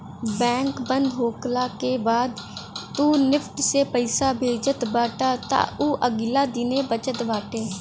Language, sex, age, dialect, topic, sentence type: Bhojpuri, female, 18-24, Northern, banking, statement